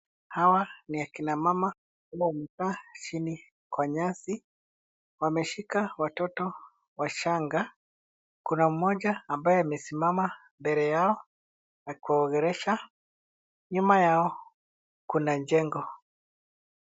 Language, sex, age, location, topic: Swahili, male, 50+, Nairobi, health